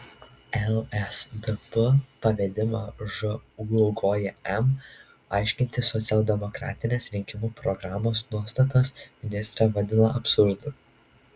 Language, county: Lithuanian, Šiauliai